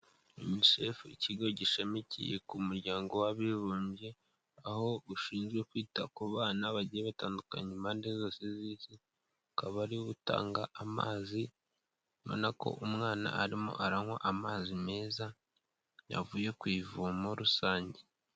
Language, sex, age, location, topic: Kinyarwanda, male, 18-24, Kigali, health